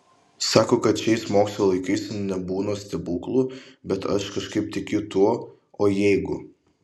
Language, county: Lithuanian, Vilnius